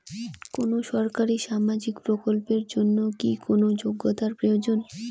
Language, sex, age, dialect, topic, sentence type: Bengali, female, 18-24, Rajbangshi, banking, question